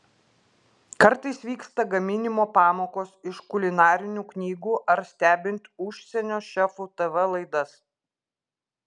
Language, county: Lithuanian, Klaipėda